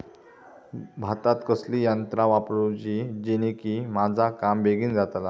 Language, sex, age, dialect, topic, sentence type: Marathi, male, 18-24, Southern Konkan, agriculture, question